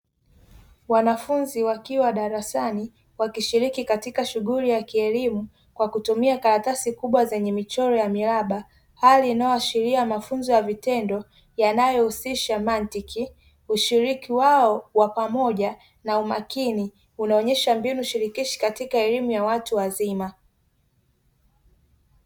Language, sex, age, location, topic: Swahili, male, 18-24, Dar es Salaam, education